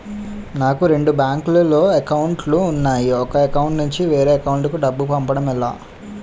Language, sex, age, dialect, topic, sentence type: Telugu, male, 18-24, Utterandhra, banking, question